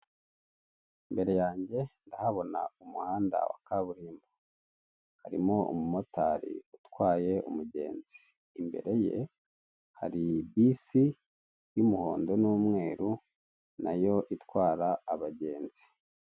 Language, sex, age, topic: Kinyarwanda, male, 25-35, government